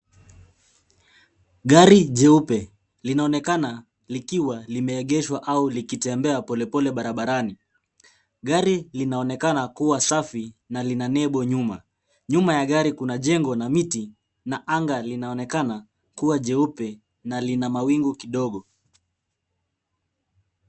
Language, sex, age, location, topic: Swahili, male, 18-24, Nairobi, finance